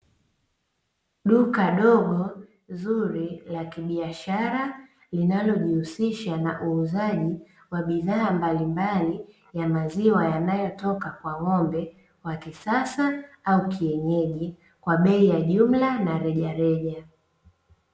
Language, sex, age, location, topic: Swahili, female, 25-35, Dar es Salaam, finance